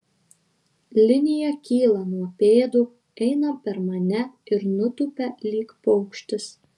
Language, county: Lithuanian, Šiauliai